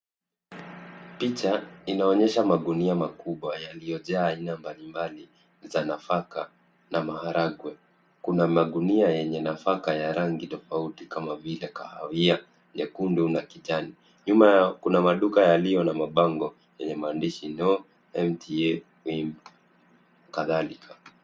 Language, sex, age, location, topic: Swahili, male, 25-35, Nairobi, agriculture